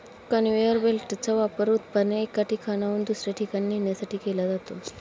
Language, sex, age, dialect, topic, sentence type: Marathi, female, 25-30, Standard Marathi, agriculture, statement